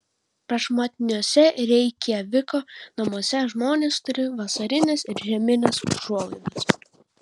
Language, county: Lithuanian, Vilnius